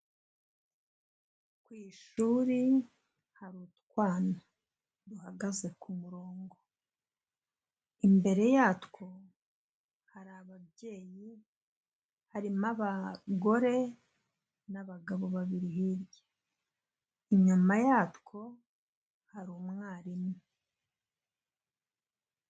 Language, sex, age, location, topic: Kinyarwanda, female, 25-35, Kigali, health